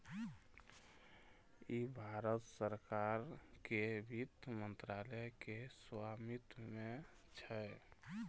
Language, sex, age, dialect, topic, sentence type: Maithili, male, 25-30, Eastern / Thethi, banking, statement